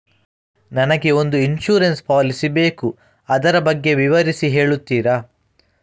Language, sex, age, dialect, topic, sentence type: Kannada, male, 31-35, Coastal/Dakshin, banking, question